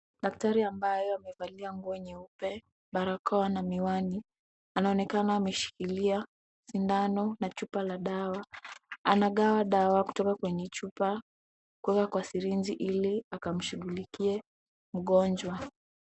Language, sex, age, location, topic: Swahili, female, 18-24, Kisumu, health